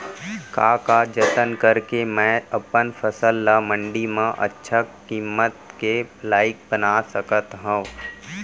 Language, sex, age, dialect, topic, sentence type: Chhattisgarhi, female, 18-24, Central, agriculture, question